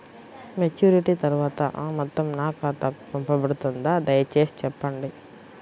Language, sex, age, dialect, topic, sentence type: Telugu, female, 18-24, Central/Coastal, banking, question